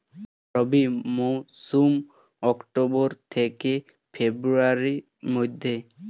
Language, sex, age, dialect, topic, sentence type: Bengali, male, 18-24, Standard Colloquial, agriculture, statement